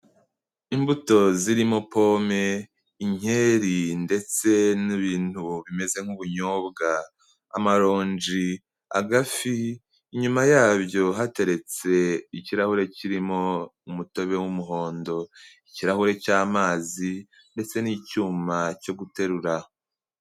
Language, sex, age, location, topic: Kinyarwanda, male, 18-24, Kigali, health